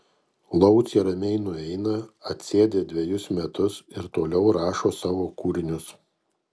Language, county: Lithuanian, Kaunas